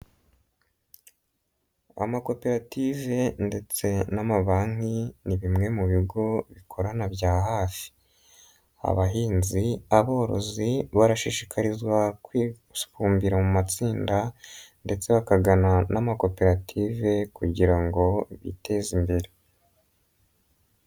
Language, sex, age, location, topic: Kinyarwanda, male, 25-35, Nyagatare, finance